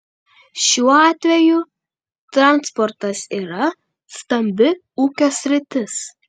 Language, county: Lithuanian, Panevėžys